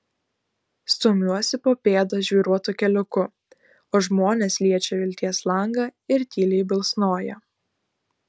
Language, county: Lithuanian, Klaipėda